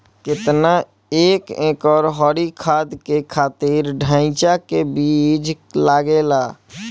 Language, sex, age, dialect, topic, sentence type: Bhojpuri, male, 18-24, Northern, agriculture, question